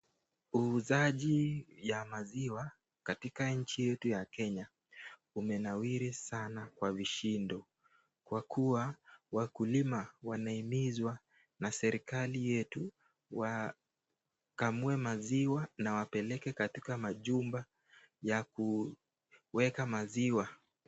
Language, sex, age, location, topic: Swahili, male, 18-24, Nakuru, agriculture